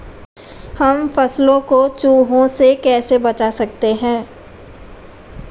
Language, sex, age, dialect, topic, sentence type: Hindi, female, 18-24, Marwari Dhudhari, agriculture, question